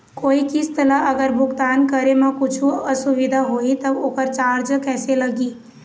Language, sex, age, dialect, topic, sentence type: Chhattisgarhi, female, 18-24, Eastern, banking, question